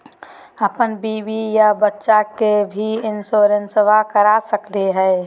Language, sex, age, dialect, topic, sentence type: Magahi, male, 18-24, Southern, banking, question